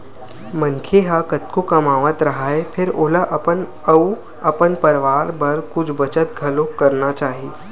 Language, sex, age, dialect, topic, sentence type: Chhattisgarhi, male, 25-30, Western/Budati/Khatahi, banking, statement